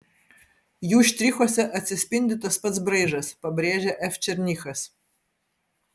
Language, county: Lithuanian, Vilnius